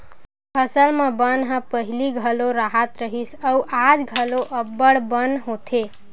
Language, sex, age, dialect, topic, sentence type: Chhattisgarhi, female, 18-24, Western/Budati/Khatahi, agriculture, statement